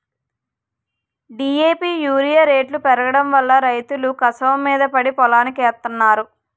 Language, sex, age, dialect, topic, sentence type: Telugu, female, 18-24, Utterandhra, agriculture, statement